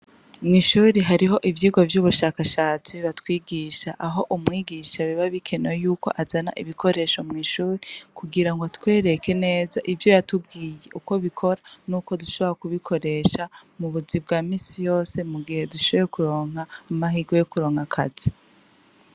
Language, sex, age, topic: Rundi, female, 25-35, education